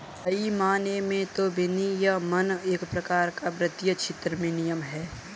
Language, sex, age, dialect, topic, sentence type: Hindi, male, 18-24, Kanauji Braj Bhasha, banking, statement